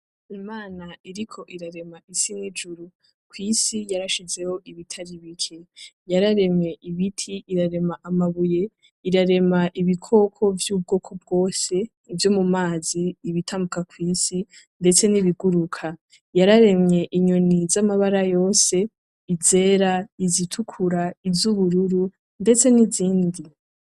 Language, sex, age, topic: Rundi, female, 18-24, agriculture